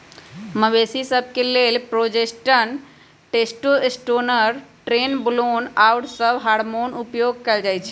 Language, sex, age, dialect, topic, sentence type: Magahi, female, 31-35, Western, agriculture, statement